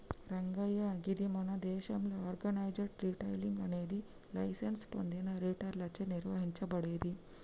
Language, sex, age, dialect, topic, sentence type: Telugu, female, 60-100, Telangana, agriculture, statement